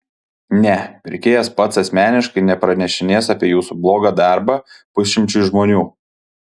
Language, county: Lithuanian, Panevėžys